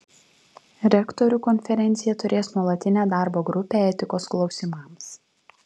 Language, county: Lithuanian, Vilnius